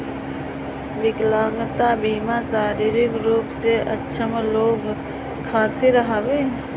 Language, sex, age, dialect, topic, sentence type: Bhojpuri, female, 25-30, Northern, banking, statement